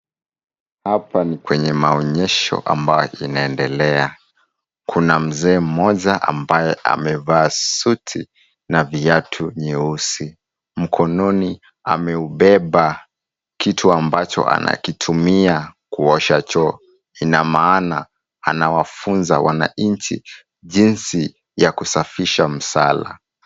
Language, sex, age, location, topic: Swahili, male, 25-35, Kisumu, health